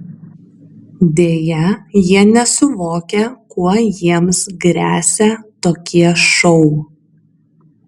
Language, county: Lithuanian, Kaunas